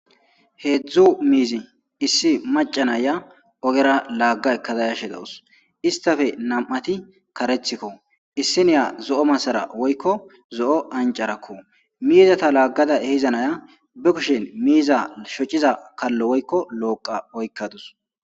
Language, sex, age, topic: Gamo, male, 18-24, agriculture